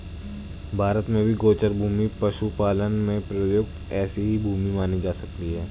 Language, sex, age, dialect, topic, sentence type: Hindi, male, 18-24, Hindustani Malvi Khadi Boli, agriculture, statement